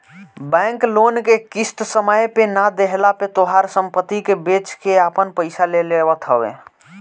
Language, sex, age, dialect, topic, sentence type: Bhojpuri, male, <18, Northern, banking, statement